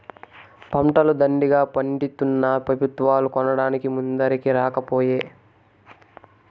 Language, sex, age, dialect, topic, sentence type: Telugu, male, 18-24, Southern, agriculture, statement